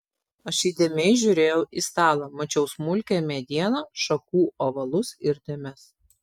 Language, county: Lithuanian, Telšiai